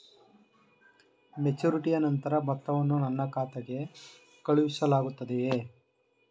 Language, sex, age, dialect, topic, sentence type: Kannada, male, 41-45, Mysore Kannada, banking, question